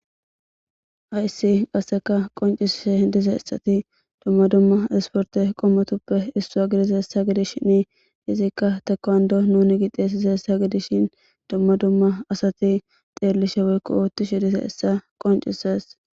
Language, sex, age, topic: Gamo, female, 18-24, government